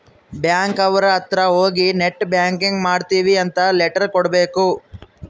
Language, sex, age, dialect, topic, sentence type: Kannada, male, 41-45, Central, banking, statement